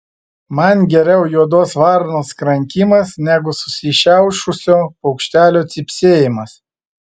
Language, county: Lithuanian, Vilnius